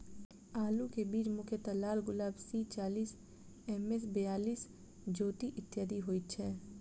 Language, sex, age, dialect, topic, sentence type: Maithili, female, 25-30, Southern/Standard, agriculture, question